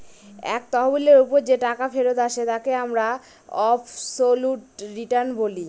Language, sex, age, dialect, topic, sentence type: Bengali, female, 25-30, Northern/Varendri, banking, statement